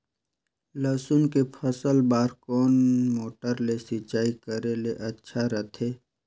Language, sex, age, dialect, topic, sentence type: Chhattisgarhi, male, 25-30, Northern/Bhandar, agriculture, question